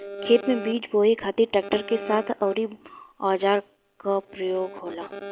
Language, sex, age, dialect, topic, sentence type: Bhojpuri, female, 18-24, Southern / Standard, agriculture, question